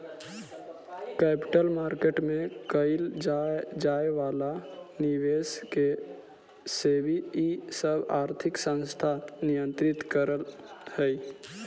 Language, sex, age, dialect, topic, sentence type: Magahi, male, 18-24, Central/Standard, banking, statement